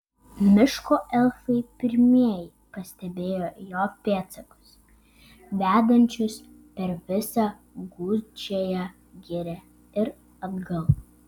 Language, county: Lithuanian, Vilnius